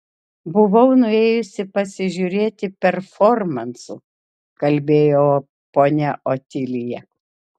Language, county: Lithuanian, Kaunas